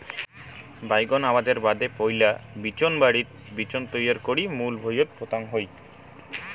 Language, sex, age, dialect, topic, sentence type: Bengali, male, 18-24, Rajbangshi, agriculture, statement